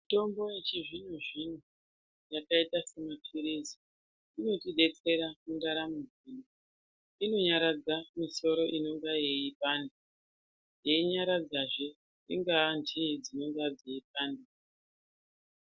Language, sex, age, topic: Ndau, female, 36-49, health